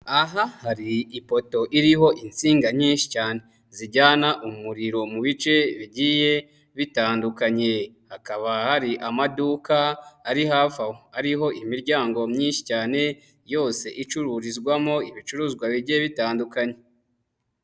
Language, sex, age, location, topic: Kinyarwanda, male, 25-35, Nyagatare, government